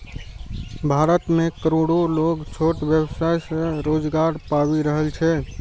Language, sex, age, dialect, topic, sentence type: Maithili, male, 18-24, Eastern / Thethi, banking, statement